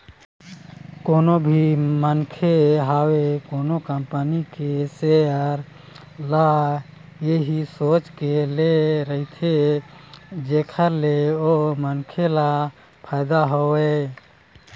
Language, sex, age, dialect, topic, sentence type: Chhattisgarhi, female, 36-40, Eastern, banking, statement